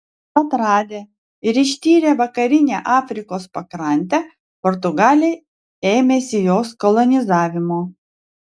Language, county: Lithuanian, Vilnius